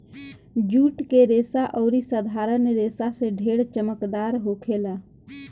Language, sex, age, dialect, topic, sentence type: Bhojpuri, female, 25-30, Southern / Standard, agriculture, statement